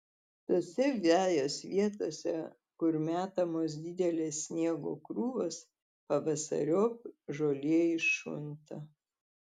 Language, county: Lithuanian, Telšiai